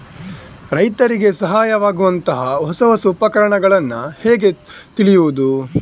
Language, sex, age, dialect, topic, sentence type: Kannada, male, 18-24, Coastal/Dakshin, agriculture, question